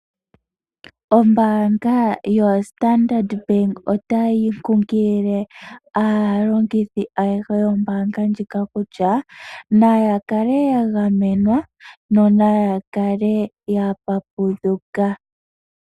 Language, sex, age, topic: Oshiwambo, female, 18-24, finance